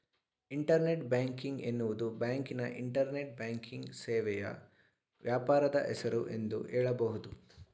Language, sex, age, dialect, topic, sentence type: Kannada, male, 46-50, Mysore Kannada, banking, statement